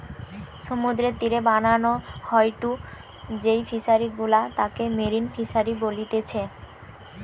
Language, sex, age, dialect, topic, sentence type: Bengali, female, 18-24, Western, agriculture, statement